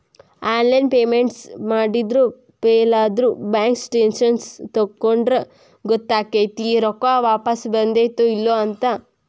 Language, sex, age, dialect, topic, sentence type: Kannada, female, 18-24, Dharwad Kannada, banking, statement